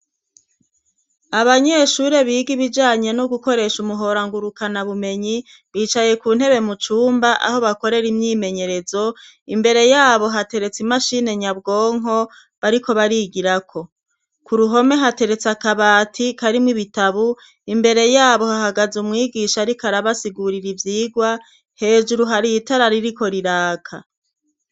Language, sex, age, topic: Rundi, female, 36-49, education